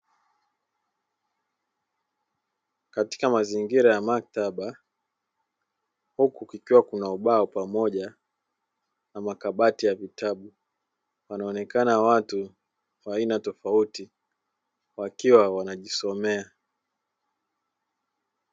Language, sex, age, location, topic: Swahili, male, 18-24, Dar es Salaam, education